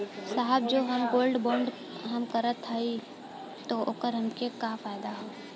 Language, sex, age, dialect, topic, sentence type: Bhojpuri, female, 18-24, Western, banking, question